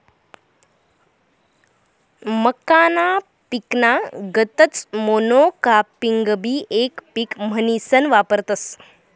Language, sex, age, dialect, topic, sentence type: Marathi, female, 18-24, Northern Konkan, agriculture, statement